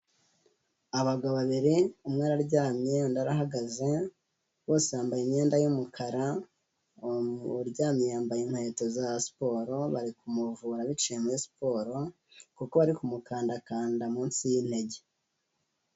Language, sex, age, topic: Kinyarwanda, male, 18-24, health